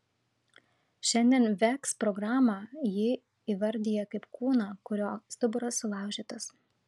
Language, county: Lithuanian, Šiauliai